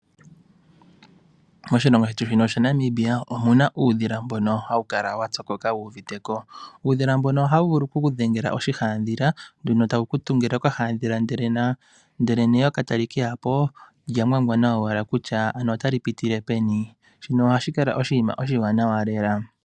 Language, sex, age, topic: Oshiwambo, male, 18-24, agriculture